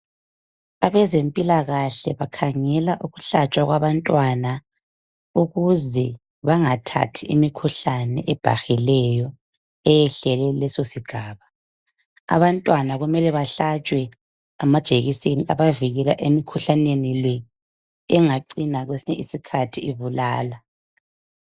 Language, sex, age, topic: North Ndebele, female, 25-35, health